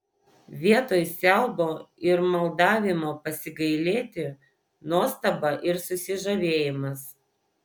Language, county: Lithuanian, Vilnius